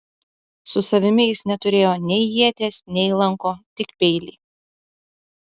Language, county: Lithuanian, Utena